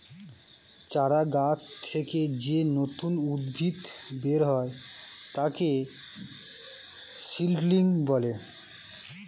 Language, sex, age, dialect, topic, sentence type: Bengali, male, 25-30, Standard Colloquial, agriculture, statement